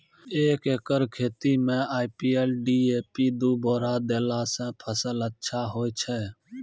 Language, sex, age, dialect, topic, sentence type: Maithili, male, 25-30, Angika, agriculture, question